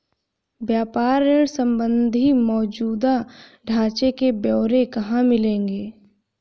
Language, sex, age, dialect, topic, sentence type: Hindi, female, 18-24, Hindustani Malvi Khadi Boli, banking, question